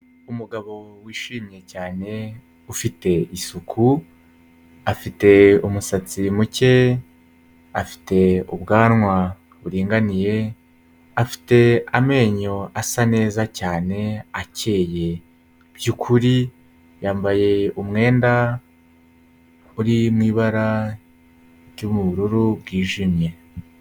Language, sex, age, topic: Kinyarwanda, male, 18-24, health